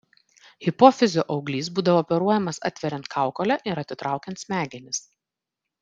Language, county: Lithuanian, Vilnius